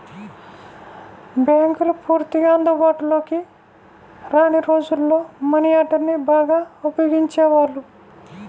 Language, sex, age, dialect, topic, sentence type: Telugu, female, 25-30, Central/Coastal, banking, statement